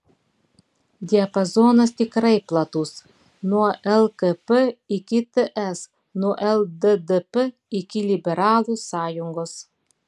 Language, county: Lithuanian, Klaipėda